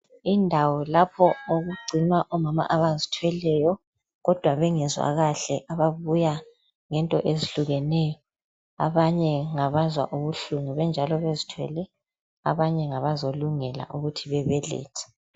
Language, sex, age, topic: North Ndebele, female, 50+, health